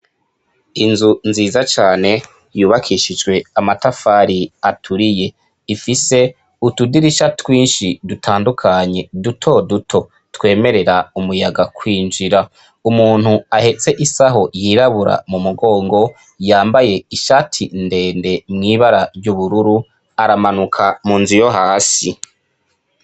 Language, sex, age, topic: Rundi, male, 25-35, education